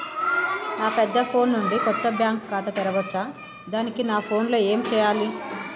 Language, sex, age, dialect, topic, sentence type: Telugu, female, 31-35, Telangana, banking, question